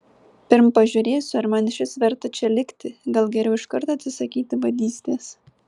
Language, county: Lithuanian, Vilnius